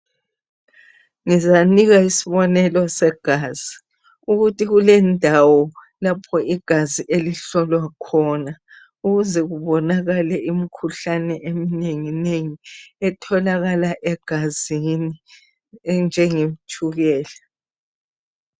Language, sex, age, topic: North Ndebele, female, 50+, health